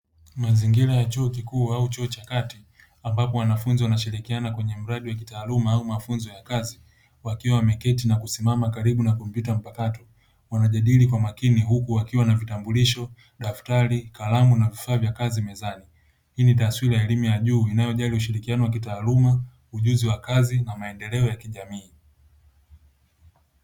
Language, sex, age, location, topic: Swahili, male, 25-35, Dar es Salaam, education